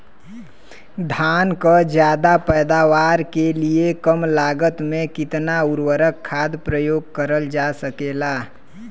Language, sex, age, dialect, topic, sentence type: Bhojpuri, male, 25-30, Western, agriculture, question